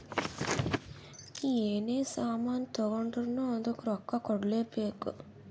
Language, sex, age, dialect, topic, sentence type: Kannada, female, 51-55, Northeastern, banking, statement